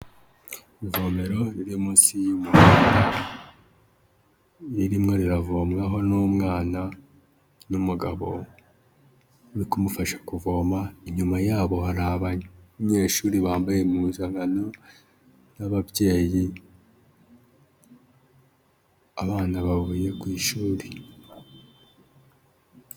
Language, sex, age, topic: Kinyarwanda, male, 25-35, health